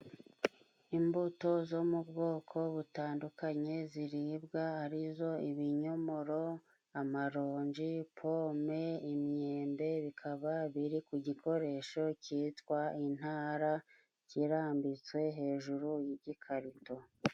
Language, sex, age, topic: Kinyarwanda, female, 25-35, finance